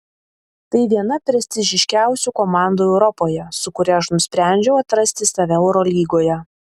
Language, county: Lithuanian, Vilnius